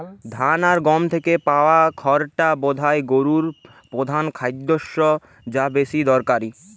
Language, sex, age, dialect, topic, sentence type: Bengali, male, 18-24, Western, agriculture, statement